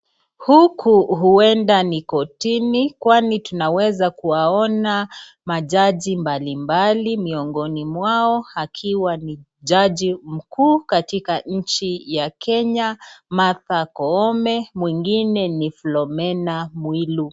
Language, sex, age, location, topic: Swahili, female, 36-49, Nakuru, government